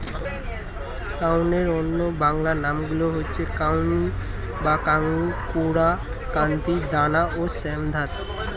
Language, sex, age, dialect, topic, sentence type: Bengali, male, 25-30, Standard Colloquial, agriculture, statement